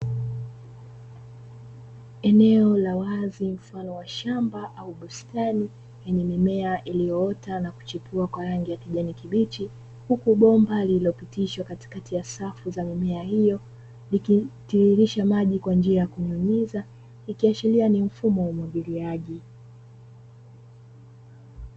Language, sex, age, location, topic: Swahili, female, 25-35, Dar es Salaam, agriculture